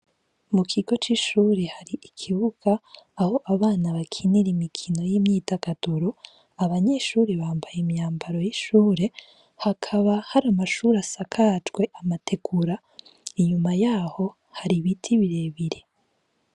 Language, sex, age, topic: Rundi, female, 18-24, education